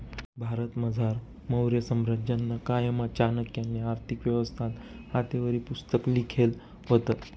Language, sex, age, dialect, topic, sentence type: Marathi, male, 25-30, Northern Konkan, banking, statement